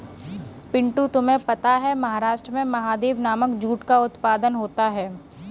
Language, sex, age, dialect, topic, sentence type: Hindi, female, 18-24, Kanauji Braj Bhasha, agriculture, statement